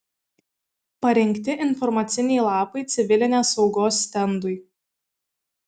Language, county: Lithuanian, Kaunas